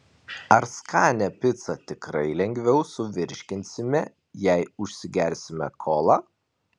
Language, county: Lithuanian, Kaunas